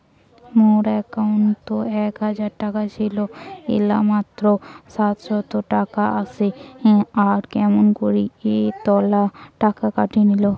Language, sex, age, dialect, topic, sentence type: Bengali, female, 18-24, Rajbangshi, banking, question